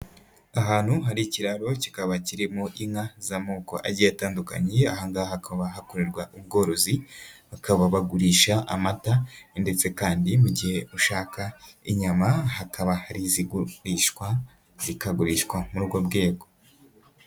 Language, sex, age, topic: Kinyarwanda, female, 18-24, agriculture